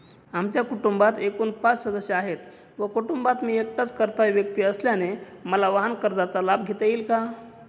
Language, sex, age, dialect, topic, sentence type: Marathi, male, 25-30, Northern Konkan, banking, question